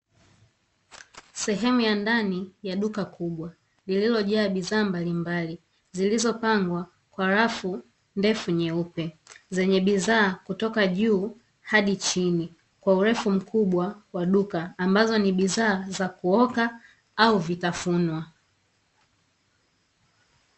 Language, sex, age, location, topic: Swahili, female, 18-24, Dar es Salaam, finance